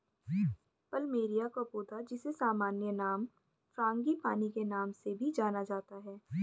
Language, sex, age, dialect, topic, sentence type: Hindi, female, 25-30, Hindustani Malvi Khadi Boli, agriculture, statement